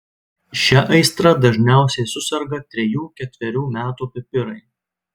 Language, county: Lithuanian, Klaipėda